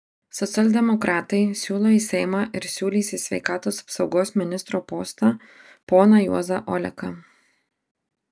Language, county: Lithuanian, Marijampolė